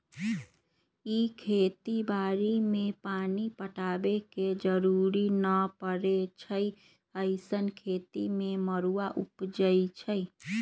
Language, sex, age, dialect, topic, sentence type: Magahi, female, 31-35, Western, agriculture, statement